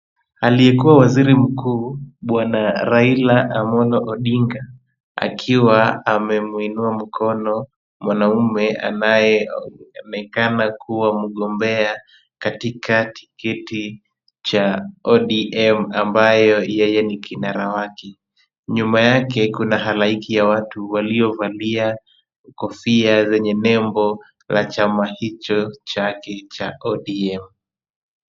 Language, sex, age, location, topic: Swahili, male, 25-35, Kisumu, government